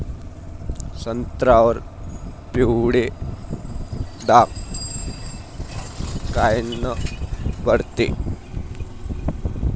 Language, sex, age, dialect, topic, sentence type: Marathi, male, 25-30, Varhadi, agriculture, question